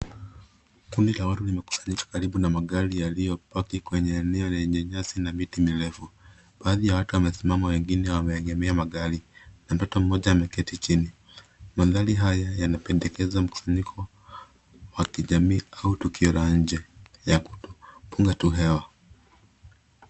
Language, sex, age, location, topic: Swahili, male, 25-35, Nairobi, finance